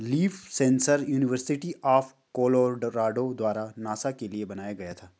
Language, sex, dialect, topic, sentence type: Hindi, male, Marwari Dhudhari, agriculture, statement